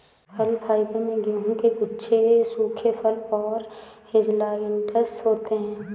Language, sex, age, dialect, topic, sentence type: Hindi, female, 18-24, Awadhi Bundeli, agriculture, statement